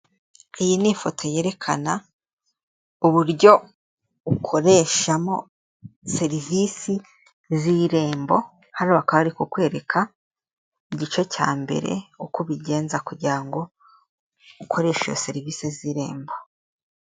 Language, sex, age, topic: Kinyarwanda, female, 18-24, government